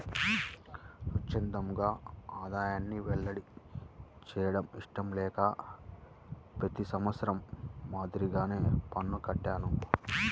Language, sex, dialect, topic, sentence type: Telugu, male, Central/Coastal, banking, statement